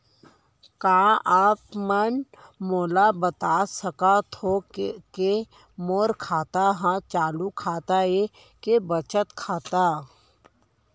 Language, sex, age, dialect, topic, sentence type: Chhattisgarhi, female, 18-24, Central, banking, question